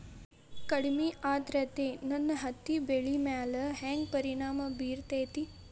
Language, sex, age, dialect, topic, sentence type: Kannada, female, 18-24, Dharwad Kannada, agriculture, question